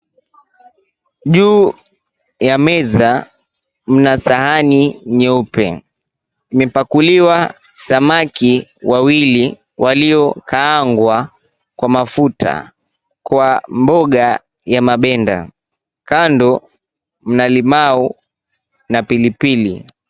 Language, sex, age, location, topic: Swahili, female, 18-24, Mombasa, agriculture